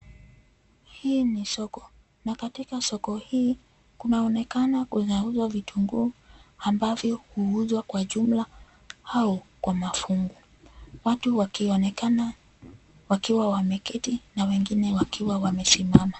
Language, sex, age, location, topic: Swahili, female, 25-35, Nairobi, finance